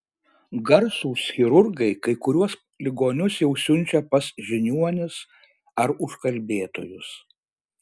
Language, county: Lithuanian, Šiauliai